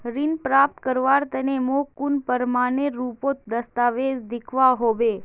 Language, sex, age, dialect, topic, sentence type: Magahi, female, 18-24, Northeastern/Surjapuri, banking, statement